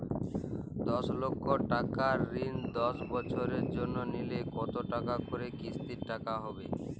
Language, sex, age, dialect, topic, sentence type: Bengali, male, 18-24, Jharkhandi, banking, question